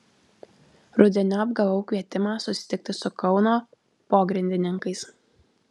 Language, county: Lithuanian, Alytus